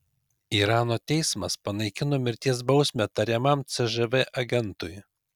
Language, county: Lithuanian, Kaunas